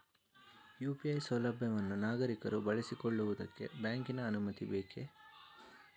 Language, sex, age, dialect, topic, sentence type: Kannada, male, 46-50, Mysore Kannada, banking, question